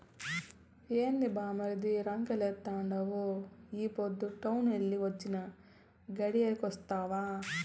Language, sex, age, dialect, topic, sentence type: Telugu, female, 18-24, Southern, agriculture, statement